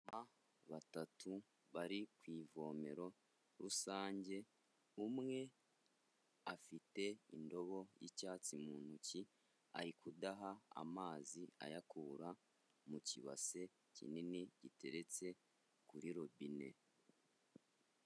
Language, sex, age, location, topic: Kinyarwanda, male, 25-35, Kigali, health